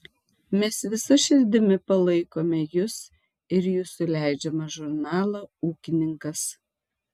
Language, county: Lithuanian, Tauragė